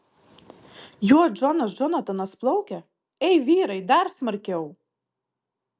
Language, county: Lithuanian, Marijampolė